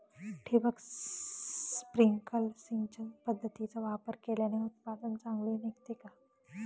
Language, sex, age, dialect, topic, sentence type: Marathi, female, 56-60, Northern Konkan, agriculture, question